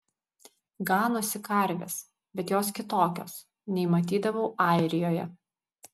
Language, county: Lithuanian, Vilnius